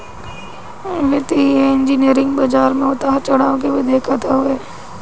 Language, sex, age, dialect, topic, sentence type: Bhojpuri, female, 18-24, Northern, banking, statement